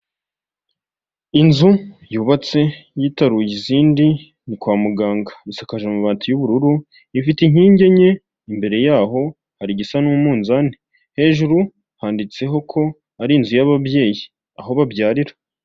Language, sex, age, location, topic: Kinyarwanda, male, 18-24, Huye, health